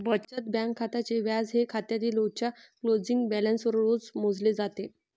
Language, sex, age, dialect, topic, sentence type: Marathi, female, 31-35, Varhadi, banking, statement